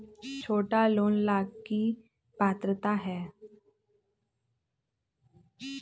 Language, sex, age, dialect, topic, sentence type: Magahi, female, 25-30, Western, agriculture, question